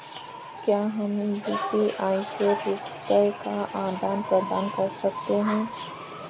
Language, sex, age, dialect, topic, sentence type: Hindi, female, 25-30, Kanauji Braj Bhasha, banking, question